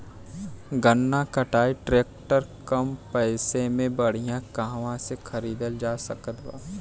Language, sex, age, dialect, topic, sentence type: Bhojpuri, male, 18-24, Southern / Standard, agriculture, question